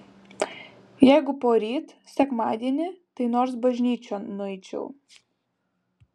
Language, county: Lithuanian, Vilnius